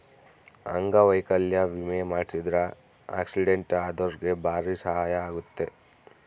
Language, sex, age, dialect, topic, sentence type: Kannada, female, 36-40, Central, banking, statement